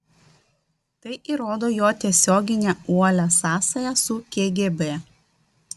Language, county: Lithuanian, Vilnius